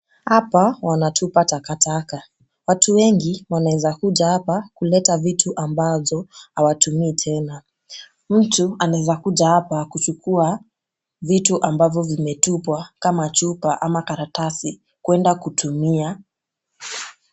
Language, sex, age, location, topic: Swahili, female, 18-24, Kisumu, government